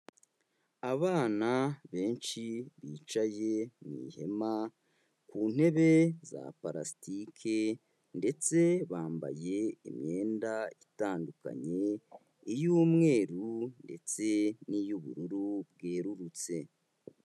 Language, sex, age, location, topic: Kinyarwanda, male, 18-24, Kigali, education